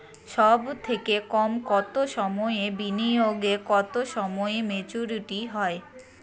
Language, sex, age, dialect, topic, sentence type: Bengali, female, 18-24, Rajbangshi, banking, question